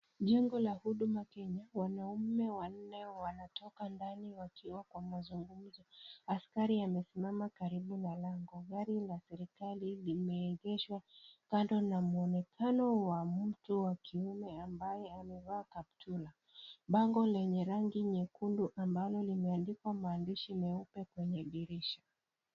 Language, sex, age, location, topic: Swahili, female, 25-35, Kisii, government